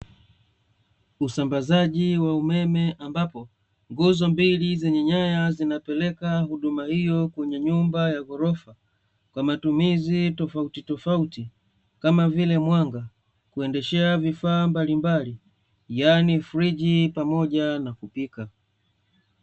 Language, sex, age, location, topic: Swahili, male, 25-35, Dar es Salaam, government